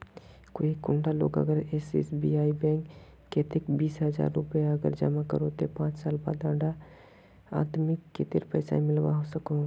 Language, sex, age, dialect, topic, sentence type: Magahi, male, 31-35, Northeastern/Surjapuri, banking, question